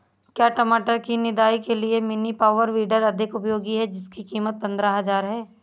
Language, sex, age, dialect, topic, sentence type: Hindi, female, 25-30, Awadhi Bundeli, agriculture, question